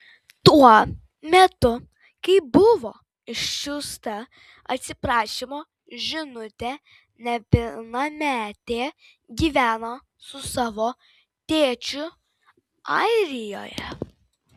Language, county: Lithuanian, Vilnius